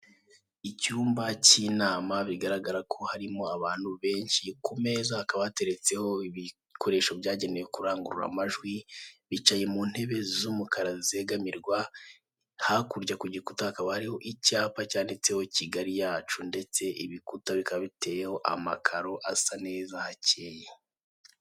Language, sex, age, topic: Kinyarwanda, male, 18-24, government